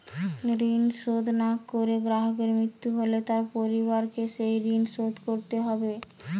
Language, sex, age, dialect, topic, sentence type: Bengali, female, 18-24, Western, banking, question